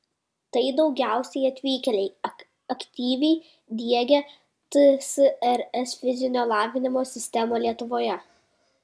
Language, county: Lithuanian, Kaunas